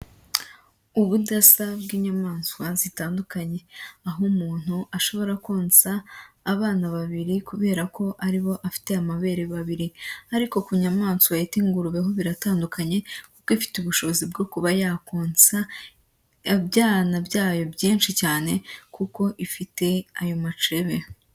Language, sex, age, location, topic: Kinyarwanda, female, 18-24, Huye, agriculture